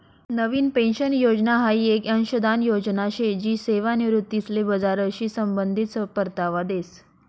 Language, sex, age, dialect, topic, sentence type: Marathi, female, 56-60, Northern Konkan, banking, statement